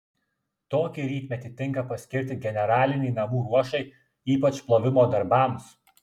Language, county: Lithuanian, Klaipėda